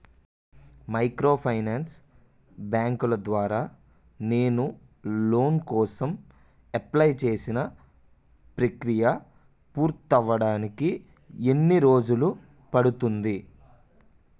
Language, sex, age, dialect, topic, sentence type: Telugu, male, 18-24, Utterandhra, banking, question